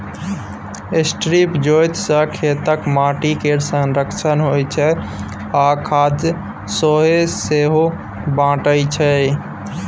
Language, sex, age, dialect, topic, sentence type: Maithili, male, 18-24, Bajjika, agriculture, statement